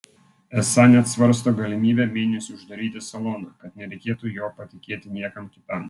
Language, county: Lithuanian, Vilnius